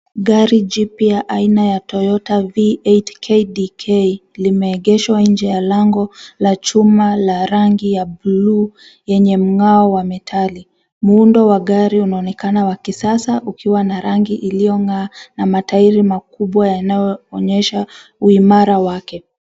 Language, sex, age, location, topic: Swahili, female, 25-35, Nairobi, finance